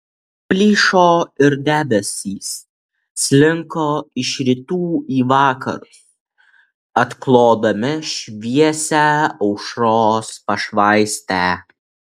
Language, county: Lithuanian, Alytus